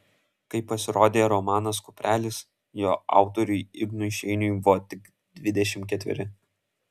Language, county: Lithuanian, Kaunas